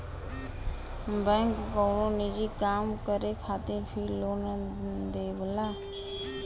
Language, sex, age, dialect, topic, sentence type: Bhojpuri, female, 25-30, Western, banking, statement